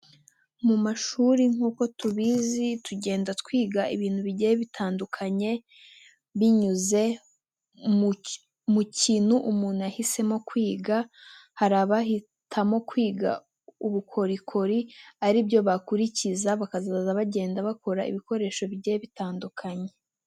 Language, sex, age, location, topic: Kinyarwanda, female, 18-24, Nyagatare, education